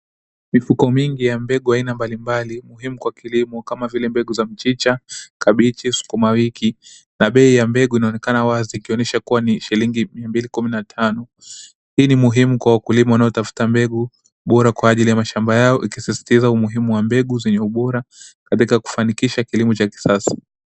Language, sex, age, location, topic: Swahili, male, 25-35, Dar es Salaam, agriculture